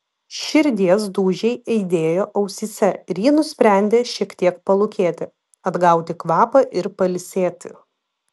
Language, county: Lithuanian, Vilnius